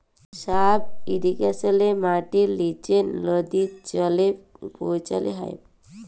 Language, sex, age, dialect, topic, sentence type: Bengali, female, 18-24, Jharkhandi, agriculture, statement